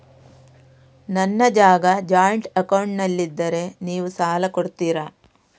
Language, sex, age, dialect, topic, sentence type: Kannada, female, 36-40, Coastal/Dakshin, banking, question